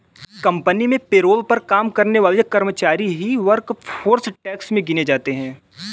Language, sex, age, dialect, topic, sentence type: Hindi, male, 18-24, Kanauji Braj Bhasha, banking, statement